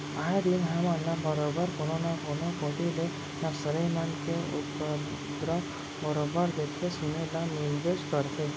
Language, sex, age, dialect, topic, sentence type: Chhattisgarhi, male, 41-45, Central, banking, statement